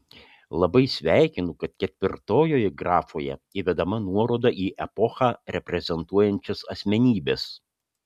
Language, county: Lithuanian, Panevėžys